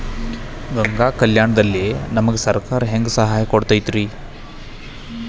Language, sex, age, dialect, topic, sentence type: Kannada, male, 36-40, Dharwad Kannada, agriculture, question